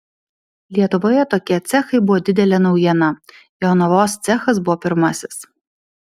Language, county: Lithuanian, Vilnius